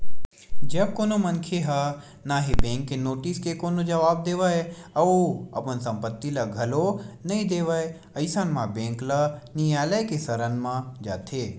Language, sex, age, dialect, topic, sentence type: Chhattisgarhi, male, 18-24, Western/Budati/Khatahi, banking, statement